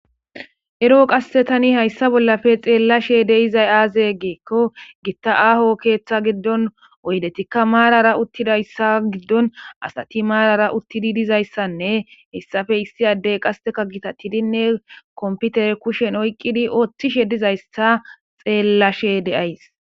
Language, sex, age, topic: Gamo, male, 18-24, government